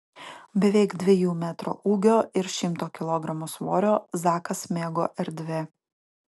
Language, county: Lithuanian, Utena